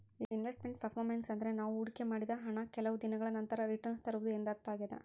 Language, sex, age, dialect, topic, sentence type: Kannada, female, 41-45, Central, banking, statement